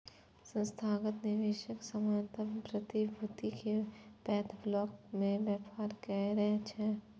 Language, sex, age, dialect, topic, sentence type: Maithili, female, 41-45, Eastern / Thethi, banking, statement